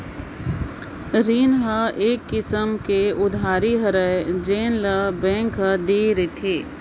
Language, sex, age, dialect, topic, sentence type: Chhattisgarhi, female, 56-60, Northern/Bhandar, banking, statement